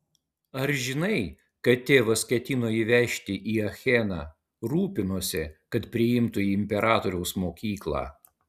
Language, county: Lithuanian, Utena